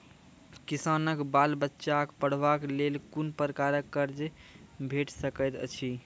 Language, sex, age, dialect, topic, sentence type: Maithili, male, 51-55, Angika, banking, question